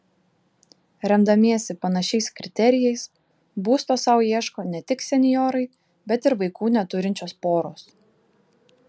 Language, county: Lithuanian, Klaipėda